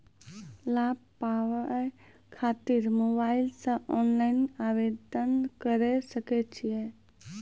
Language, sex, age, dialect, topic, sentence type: Maithili, female, 18-24, Angika, banking, question